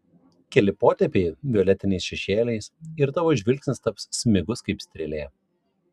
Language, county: Lithuanian, Vilnius